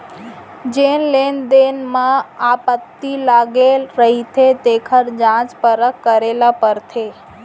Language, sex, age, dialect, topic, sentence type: Chhattisgarhi, female, 25-30, Central, banking, statement